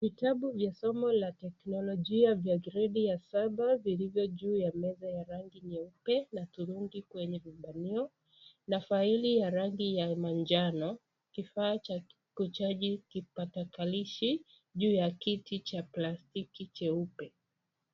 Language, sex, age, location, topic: Swahili, female, 25-35, Kisii, education